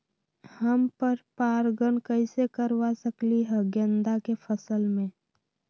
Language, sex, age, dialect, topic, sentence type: Magahi, female, 18-24, Western, agriculture, question